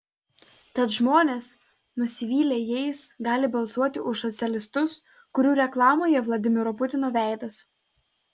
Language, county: Lithuanian, Telšiai